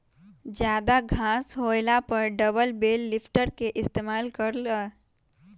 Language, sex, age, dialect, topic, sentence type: Magahi, female, 18-24, Western, agriculture, statement